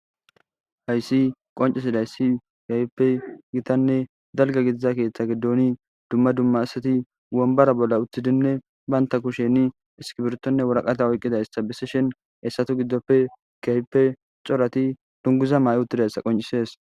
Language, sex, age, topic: Gamo, male, 18-24, government